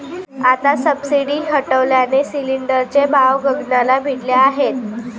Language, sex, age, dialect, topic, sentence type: Marathi, female, 25-30, Varhadi, banking, statement